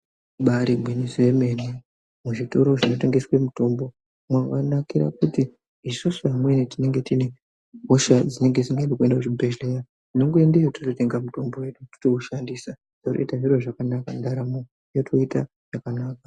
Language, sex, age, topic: Ndau, male, 25-35, health